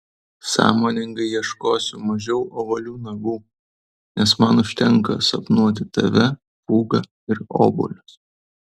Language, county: Lithuanian, Vilnius